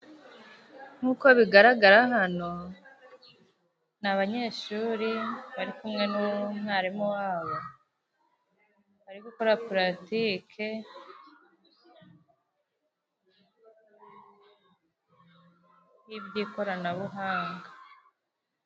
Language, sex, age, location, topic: Kinyarwanda, female, 25-35, Musanze, education